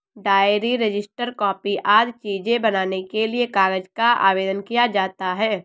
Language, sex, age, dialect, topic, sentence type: Hindi, female, 18-24, Awadhi Bundeli, agriculture, statement